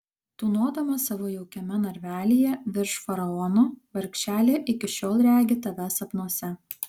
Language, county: Lithuanian, Kaunas